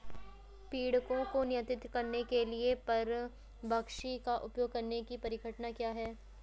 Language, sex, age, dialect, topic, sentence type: Hindi, female, 25-30, Hindustani Malvi Khadi Boli, agriculture, question